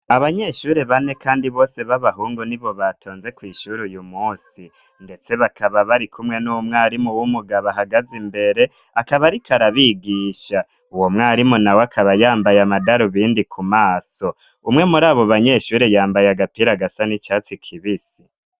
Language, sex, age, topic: Rundi, male, 25-35, education